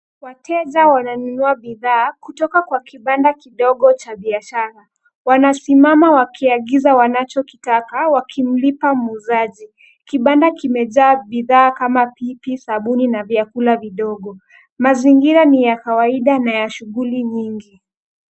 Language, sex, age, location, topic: Swahili, female, 25-35, Kisumu, finance